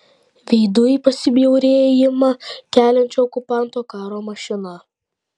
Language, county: Lithuanian, Klaipėda